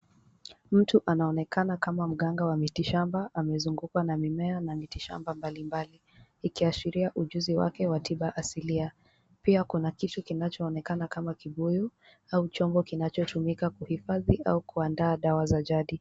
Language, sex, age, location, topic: Swahili, female, 18-24, Kisumu, health